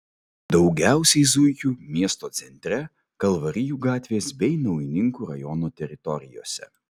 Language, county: Lithuanian, Vilnius